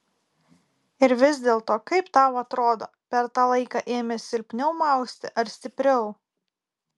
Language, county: Lithuanian, Kaunas